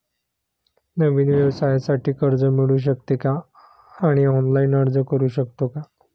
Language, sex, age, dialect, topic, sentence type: Marathi, male, 31-35, Standard Marathi, banking, question